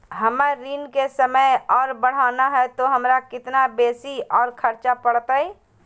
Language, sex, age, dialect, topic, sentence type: Magahi, female, 31-35, Southern, banking, question